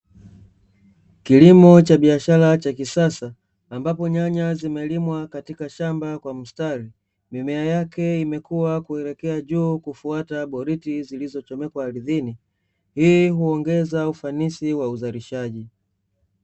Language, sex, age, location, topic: Swahili, male, 25-35, Dar es Salaam, agriculture